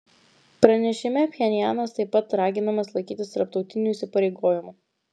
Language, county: Lithuanian, Vilnius